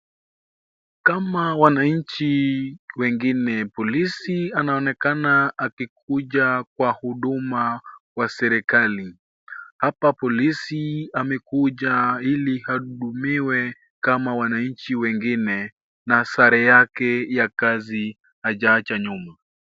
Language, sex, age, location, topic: Swahili, male, 18-24, Wajir, government